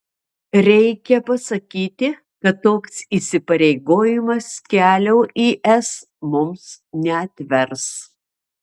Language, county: Lithuanian, Marijampolė